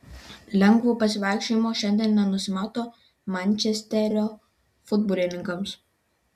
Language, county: Lithuanian, Vilnius